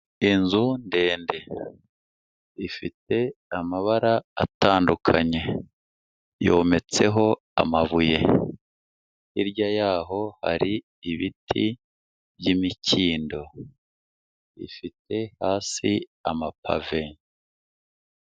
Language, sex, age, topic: Kinyarwanda, male, 36-49, finance